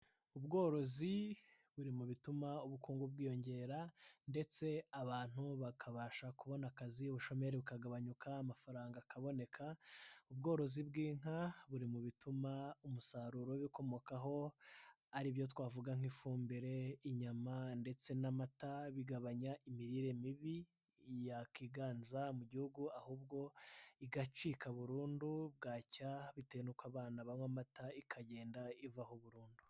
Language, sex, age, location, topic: Kinyarwanda, male, 25-35, Nyagatare, agriculture